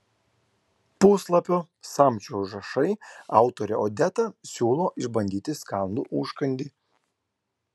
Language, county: Lithuanian, Klaipėda